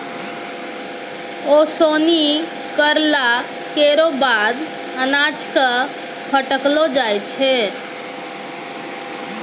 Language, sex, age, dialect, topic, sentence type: Maithili, female, 25-30, Angika, agriculture, statement